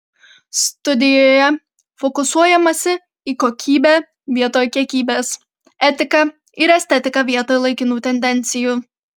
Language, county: Lithuanian, Panevėžys